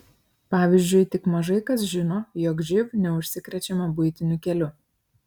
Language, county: Lithuanian, Klaipėda